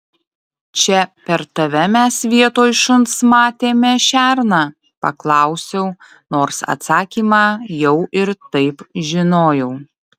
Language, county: Lithuanian, Utena